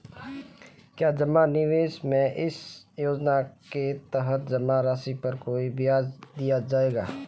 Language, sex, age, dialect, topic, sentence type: Hindi, male, 25-30, Marwari Dhudhari, banking, question